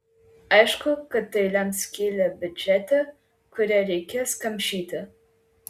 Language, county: Lithuanian, Klaipėda